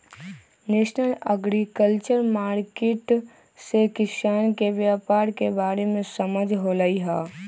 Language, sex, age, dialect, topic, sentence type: Magahi, female, 18-24, Western, agriculture, statement